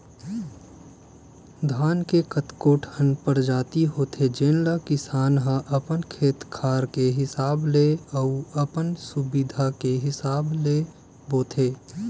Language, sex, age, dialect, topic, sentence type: Chhattisgarhi, male, 18-24, Western/Budati/Khatahi, agriculture, statement